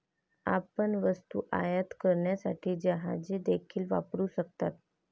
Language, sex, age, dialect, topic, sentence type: Marathi, female, 18-24, Varhadi, banking, statement